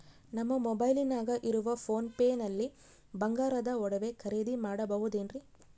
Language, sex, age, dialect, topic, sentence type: Kannada, female, 25-30, Central, banking, question